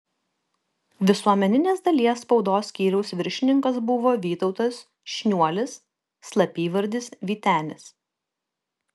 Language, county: Lithuanian, Kaunas